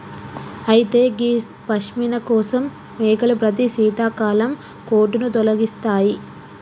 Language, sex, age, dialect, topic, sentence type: Telugu, female, 25-30, Telangana, agriculture, statement